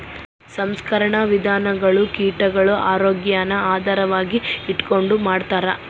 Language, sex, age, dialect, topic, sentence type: Kannada, female, 25-30, Central, agriculture, statement